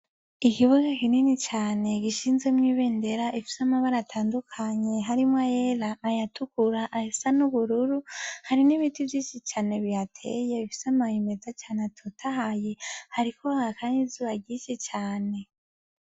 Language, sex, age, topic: Rundi, female, 25-35, education